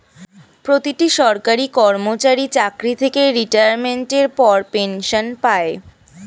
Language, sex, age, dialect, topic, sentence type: Bengali, female, <18, Standard Colloquial, banking, statement